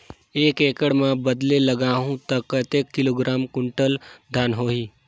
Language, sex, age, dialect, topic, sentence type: Chhattisgarhi, male, 18-24, Northern/Bhandar, agriculture, question